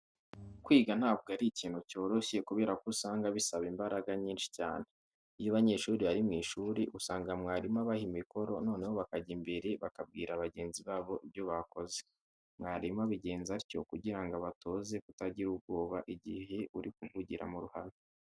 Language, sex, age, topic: Kinyarwanda, male, 18-24, education